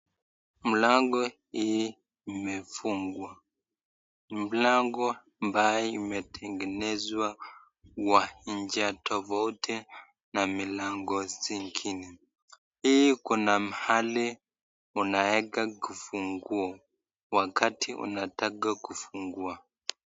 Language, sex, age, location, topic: Swahili, male, 36-49, Nakuru, education